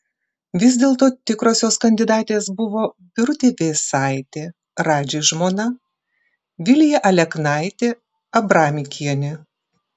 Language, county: Lithuanian, Klaipėda